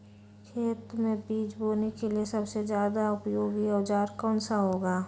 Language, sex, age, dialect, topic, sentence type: Magahi, female, 18-24, Western, agriculture, question